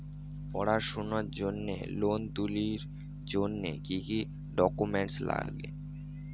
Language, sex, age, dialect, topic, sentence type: Bengali, male, 18-24, Rajbangshi, banking, question